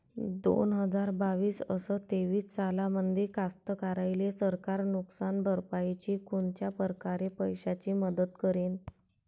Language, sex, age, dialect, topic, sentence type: Marathi, male, 31-35, Varhadi, agriculture, question